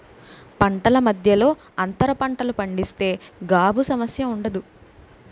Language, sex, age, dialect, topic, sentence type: Telugu, female, 18-24, Utterandhra, agriculture, statement